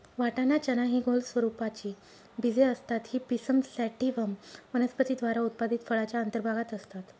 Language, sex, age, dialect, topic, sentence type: Marathi, female, 18-24, Northern Konkan, agriculture, statement